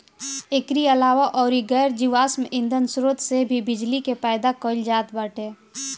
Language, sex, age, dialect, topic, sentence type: Bhojpuri, female, 18-24, Northern, agriculture, statement